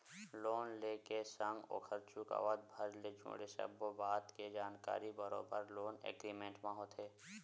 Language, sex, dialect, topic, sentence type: Chhattisgarhi, male, Western/Budati/Khatahi, banking, statement